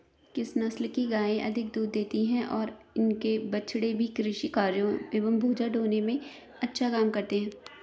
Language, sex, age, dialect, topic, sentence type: Hindi, male, 18-24, Hindustani Malvi Khadi Boli, agriculture, question